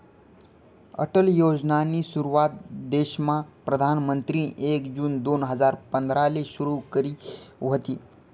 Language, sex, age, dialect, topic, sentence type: Marathi, male, 18-24, Northern Konkan, banking, statement